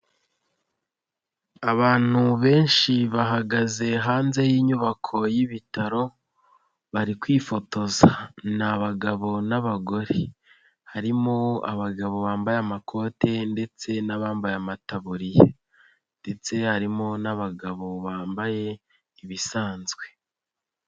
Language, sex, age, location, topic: Kinyarwanda, female, 25-35, Nyagatare, health